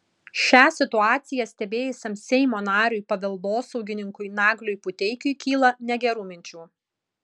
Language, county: Lithuanian, Kaunas